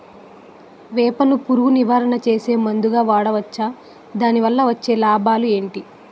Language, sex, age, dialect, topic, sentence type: Telugu, female, 18-24, Utterandhra, agriculture, question